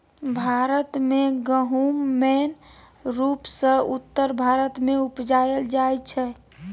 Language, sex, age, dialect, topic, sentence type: Maithili, female, 18-24, Bajjika, agriculture, statement